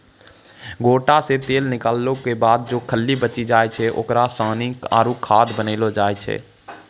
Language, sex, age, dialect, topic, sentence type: Maithili, male, 18-24, Angika, agriculture, statement